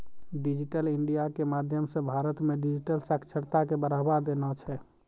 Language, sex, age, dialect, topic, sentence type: Maithili, male, 36-40, Angika, banking, statement